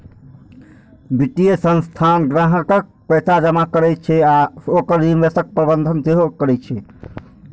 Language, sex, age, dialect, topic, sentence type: Maithili, male, 46-50, Eastern / Thethi, banking, statement